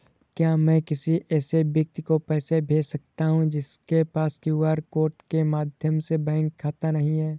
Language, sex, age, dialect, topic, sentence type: Hindi, male, 25-30, Awadhi Bundeli, banking, question